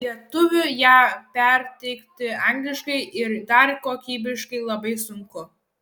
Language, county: Lithuanian, Kaunas